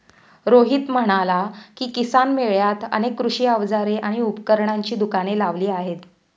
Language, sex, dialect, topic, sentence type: Marathi, female, Standard Marathi, agriculture, statement